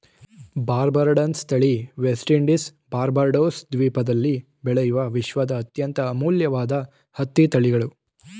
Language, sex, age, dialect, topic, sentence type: Kannada, male, 18-24, Mysore Kannada, agriculture, statement